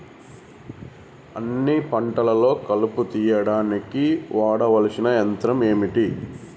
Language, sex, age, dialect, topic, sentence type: Telugu, male, 41-45, Telangana, agriculture, question